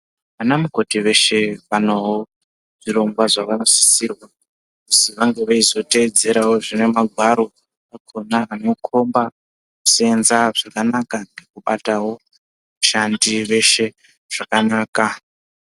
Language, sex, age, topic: Ndau, male, 25-35, health